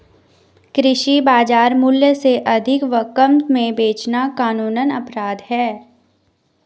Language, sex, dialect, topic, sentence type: Hindi, female, Garhwali, agriculture, statement